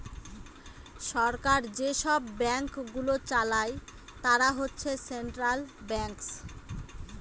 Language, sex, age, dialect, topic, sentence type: Bengali, female, 25-30, Northern/Varendri, banking, statement